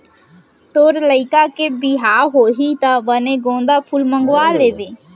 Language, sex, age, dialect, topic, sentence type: Chhattisgarhi, female, 18-24, Central, agriculture, statement